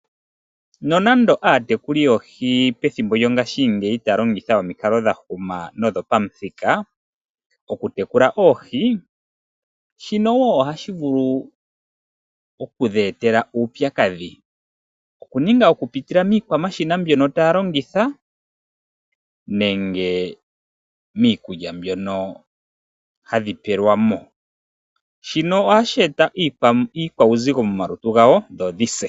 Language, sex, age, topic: Oshiwambo, male, 25-35, agriculture